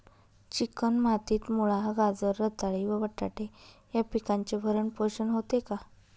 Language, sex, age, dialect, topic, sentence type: Marathi, female, 31-35, Northern Konkan, agriculture, question